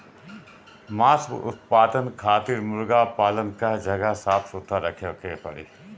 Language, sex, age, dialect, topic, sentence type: Bhojpuri, male, 41-45, Northern, agriculture, statement